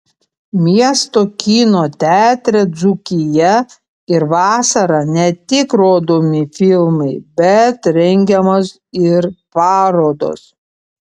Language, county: Lithuanian, Panevėžys